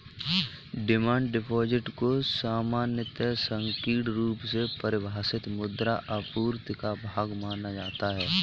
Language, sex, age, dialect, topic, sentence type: Hindi, male, 31-35, Kanauji Braj Bhasha, banking, statement